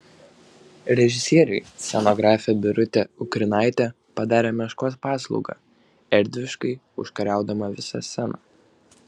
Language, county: Lithuanian, Šiauliai